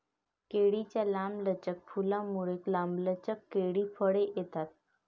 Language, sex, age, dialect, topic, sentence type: Marathi, female, 31-35, Varhadi, agriculture, statement